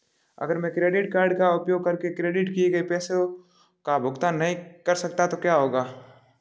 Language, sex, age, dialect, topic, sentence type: Hindi, male, 36-40, Marwari Dhudhari, banking, question